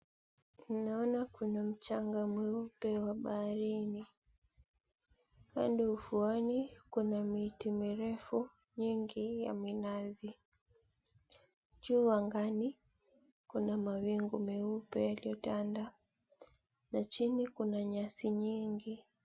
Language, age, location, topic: Swahili, 18-24, Mombasa, agriculture